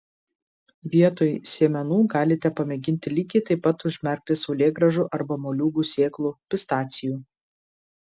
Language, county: Lithuanian, Marijampolė